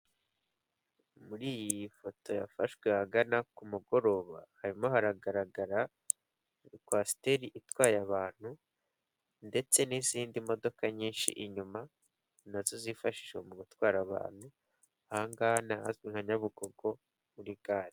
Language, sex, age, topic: Kinyarwanda, male, 18-24, government